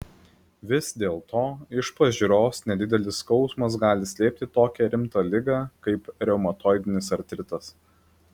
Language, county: Lithuanian, Klaipėda